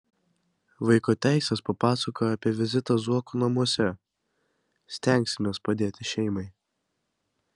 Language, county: Lithuanian, Vilnius